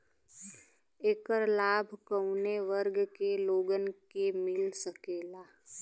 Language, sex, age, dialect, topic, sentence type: Bhojpuri, female, 25-30, Western, banking, question